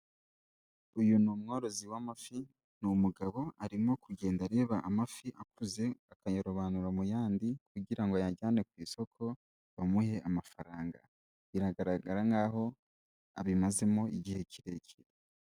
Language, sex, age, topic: Kinyarwanda, male, 18-24, agriculture